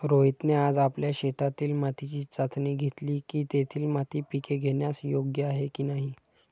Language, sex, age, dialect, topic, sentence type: Marathi, male, 51-55, Standard Marathi, agriculture, statement